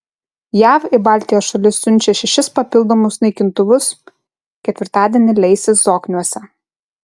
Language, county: Lithuanian, Kaunas